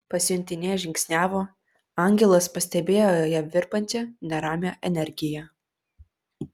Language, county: Lithuanian, Vilnius